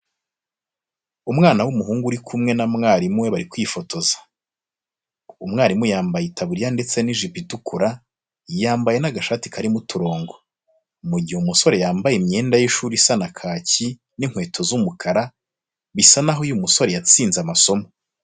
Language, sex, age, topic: Kinyarwanda, male, 25-35, education